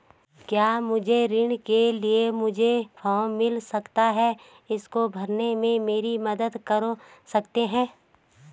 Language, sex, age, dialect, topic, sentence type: Hindi, female, 31-35, Garhwali, banking, question